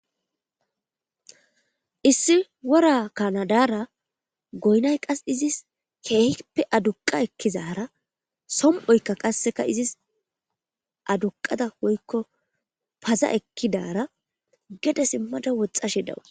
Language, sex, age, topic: Gamo, female, 18-24, agriculture